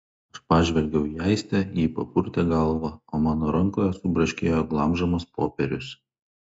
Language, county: Lithuanian, Klaipėda